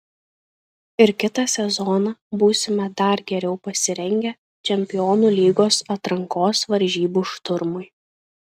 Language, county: Lithuanian, Šiauliai